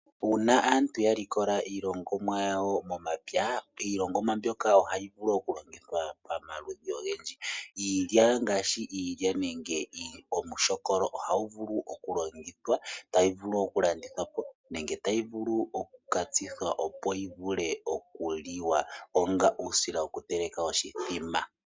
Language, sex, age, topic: Oshiwambo, male, 18-24, agriculture